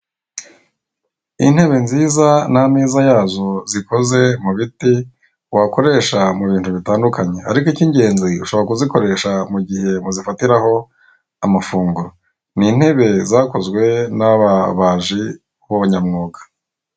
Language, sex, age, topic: Kinyarwanda, male, 18-24, finance